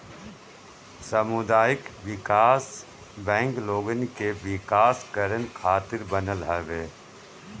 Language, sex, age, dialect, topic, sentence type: Bhojpuri, male, 41-45, Northern, banking, statement